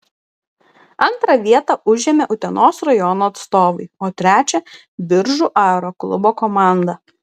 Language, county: Lithuanian, Klaipėda